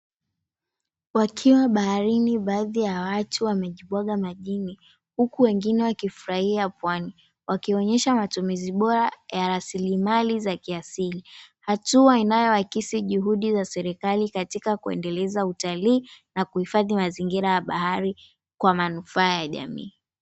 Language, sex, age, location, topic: Swahili, female, 18-24, Mombasa, government